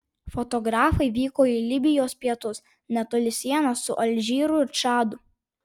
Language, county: Lithuanian, Vilnius